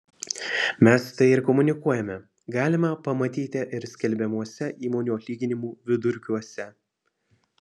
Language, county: Lithuanian, Vilnius